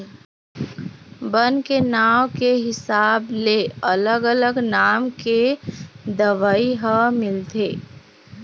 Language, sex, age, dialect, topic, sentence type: Chhattisgarhi, female, 25-30, Eastern, agriculture, statement